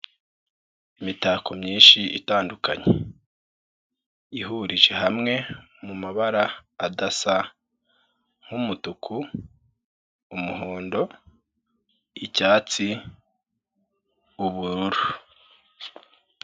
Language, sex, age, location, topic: Kinyarwanda, male, 25-35, Nyagatare, education